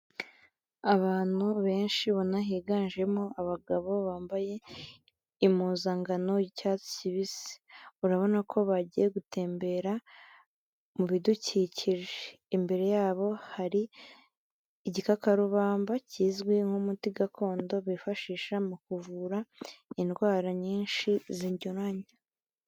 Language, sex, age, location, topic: Kinyarwanda, female, 36-49, Kigali, health